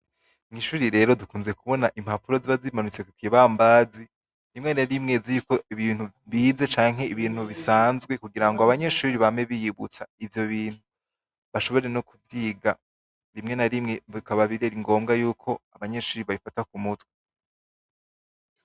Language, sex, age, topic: Rundi, male, 18-24, education